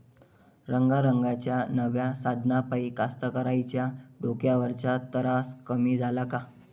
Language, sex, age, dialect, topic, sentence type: Marathi, male, 25-30, Varhadi, agriculture, question